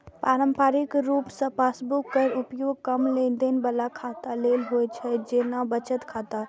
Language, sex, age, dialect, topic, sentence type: Maithili, female, 25-30, Eastern / Thethi, banking, statement